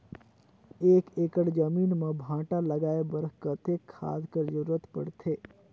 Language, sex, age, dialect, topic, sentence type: Chhattisgarhi, male, 18-24, Northern/Bhandar, agriculture, question